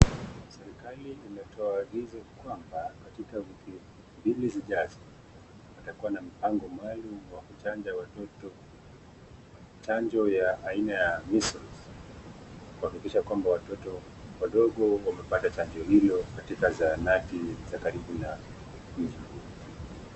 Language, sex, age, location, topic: Swahili, male, 25-35, Nakuru, health